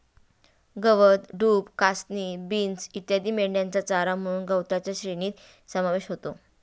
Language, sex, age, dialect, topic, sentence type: Marathi, female, 31-35, Standard Marathi, agriculture, statement